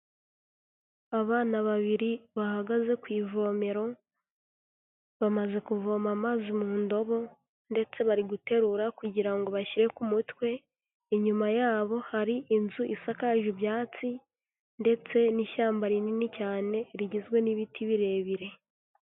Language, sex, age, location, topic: Kinyarwanda, female, 18-24, Huye, health